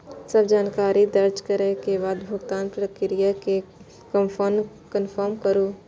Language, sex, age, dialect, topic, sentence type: Maithili, female, 18-24, Eastern / Thethi, banking, statement